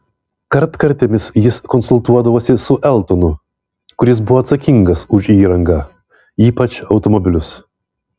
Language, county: Lithuanian, Vilnius